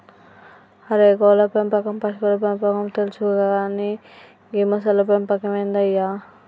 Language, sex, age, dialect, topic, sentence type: Telugu, female, 25-30, Telangana, agriculture, statement